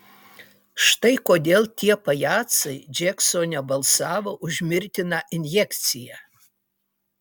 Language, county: Lithuanian, Utena